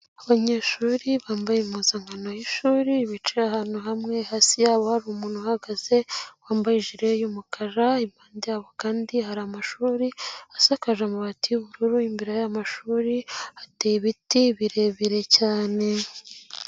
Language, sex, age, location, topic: Kinyarwanda, female, 18-24, Nyagatare, education